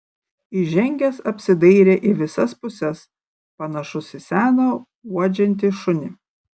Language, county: Lithuanian, Kaunas